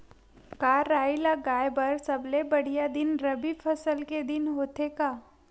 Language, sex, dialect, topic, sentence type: Chhattisgarhi, female, Western/Budati/Khatahi, agriculture, question